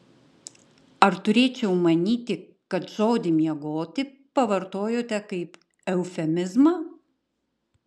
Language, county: Lithuanian, Klaipėda